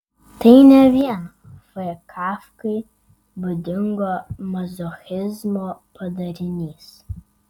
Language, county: Lithuanian, Vilnius